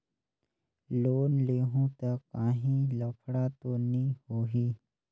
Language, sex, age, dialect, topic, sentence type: Chhattisgarhi, male, 25-30, Northern/Bhandar, banking, question